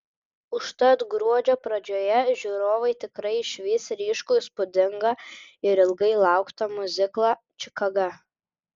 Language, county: Lithuanian, Vilnius